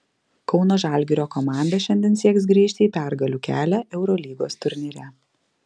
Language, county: Lithuanian, Klaipėda